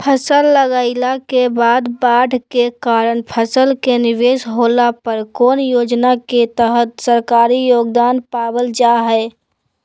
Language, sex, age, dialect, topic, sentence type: Magahi, female, 18-24, Southern, agriculture, question